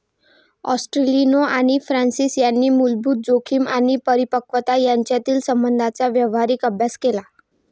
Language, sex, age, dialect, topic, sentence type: Marathi, female, 18-24, Varhadi, banking, statement